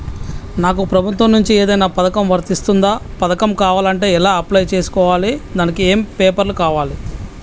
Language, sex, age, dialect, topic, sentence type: Telugu, female, 31-35, Telangana, banking, question